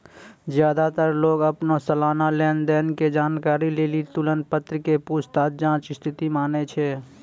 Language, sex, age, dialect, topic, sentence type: Maithili, male, 25-30, Angika, banking, statement